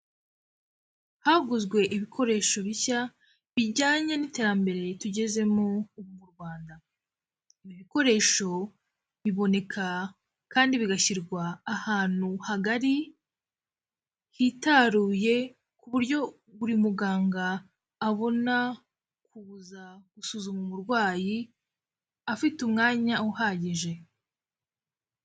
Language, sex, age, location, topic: Kinyarwanda, female, 18-24, Kigali, health